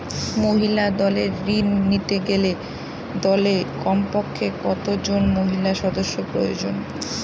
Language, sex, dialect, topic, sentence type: Bengali, female, Northern/Varendri, banking, question